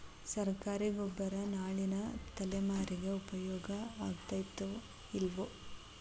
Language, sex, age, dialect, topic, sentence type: Kannada, female, 18-24, Dharwad Kannada, agriculture, question